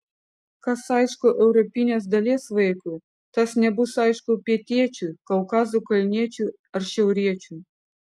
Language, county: Lithuanian, Vilnius